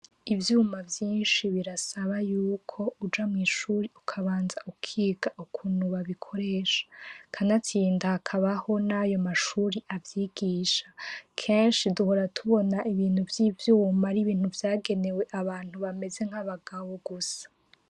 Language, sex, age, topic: Rundi, female, 25-35, education